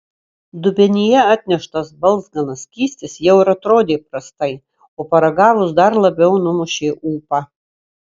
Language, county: Lithuanian, Kaunas